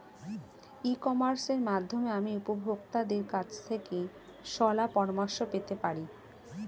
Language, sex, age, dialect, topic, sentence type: Bengali, female, 36-40, Standard Colloquial, agriculture, question